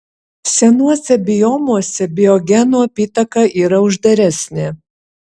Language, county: Lithuanian, Utena